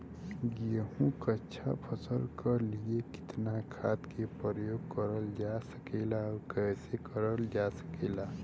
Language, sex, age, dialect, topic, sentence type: Bhojpuri, female, 18-24, Western, agriculture, question